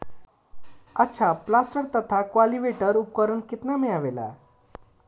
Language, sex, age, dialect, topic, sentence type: Bhojpuri, male, 25-30, Northern, agriculture, question